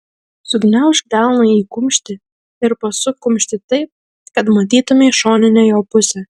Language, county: Lithuanian, Klaipėda